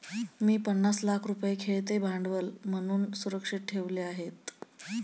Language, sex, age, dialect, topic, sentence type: Marathi, female, 31-35, Standard Marathi, banking, statement